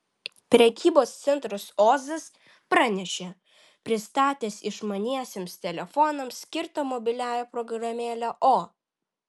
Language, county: Lithuanian, Vilnius